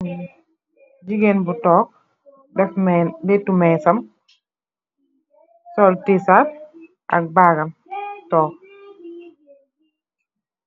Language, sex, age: Wolof, female, 36-49